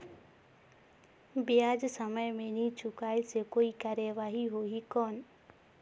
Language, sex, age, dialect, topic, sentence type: Chhattisgarhi, female, 18-24, Northern/Bhandar, banking, question